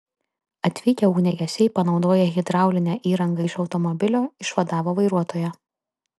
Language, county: Lithuanian, Kaunas